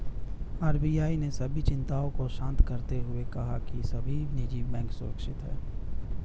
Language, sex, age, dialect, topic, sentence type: Hindi, male, 31-35, Hindustani Malvi Khadi Boli, banking, statement